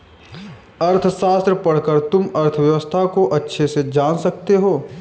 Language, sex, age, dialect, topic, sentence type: Hindi, male, 25-30, Kanauji Braj Bhasha, banking, statement